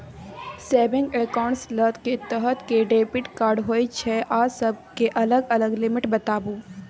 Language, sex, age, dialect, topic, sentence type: Maithili, female, 18-24, Bajjika, banking, question